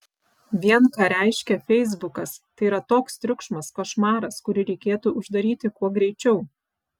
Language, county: Lithuanian, Vilnius